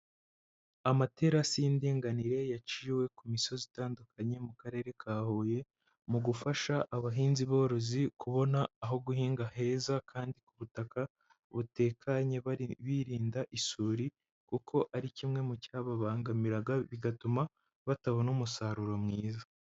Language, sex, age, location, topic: Kinyarwanda, male, 18-24, Huye, agriculture